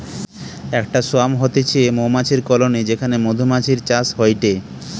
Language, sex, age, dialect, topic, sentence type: Bengali, male, 31-35, Western, agriculture, statement